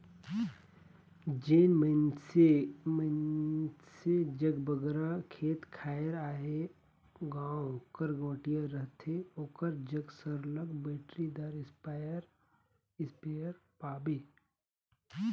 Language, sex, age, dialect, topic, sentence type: Chhattisgarhi, male, 31-35, Northern/Bhandar, agriculture, statement